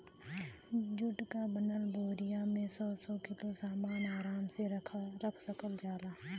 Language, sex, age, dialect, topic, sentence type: Bhojpuri, female, 25-30, Western, agriculture, statement